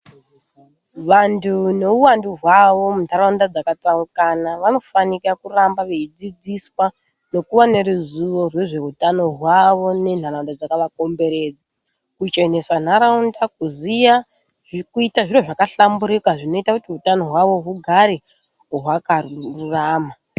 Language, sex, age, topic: Ndau, female, 25-35, health